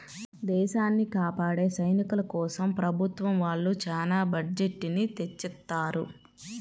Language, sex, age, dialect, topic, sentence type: Telugu, female, 25-30, Central/Coastal, banking, statement